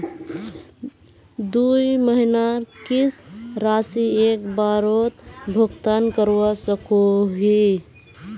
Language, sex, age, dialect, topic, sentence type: Magahi, male, 25-30, Northeastern/Surjapuri, banking, question